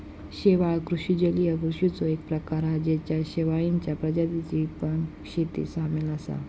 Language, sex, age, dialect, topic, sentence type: Marathi, female, 18-24, Southern Konkan, agriculture, statement